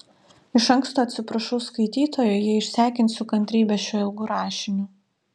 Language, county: Lithuanian, Utena